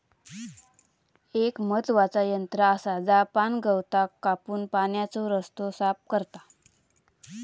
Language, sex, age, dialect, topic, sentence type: Marathi, female, 25-30, Southern Konkan, agriculture, statement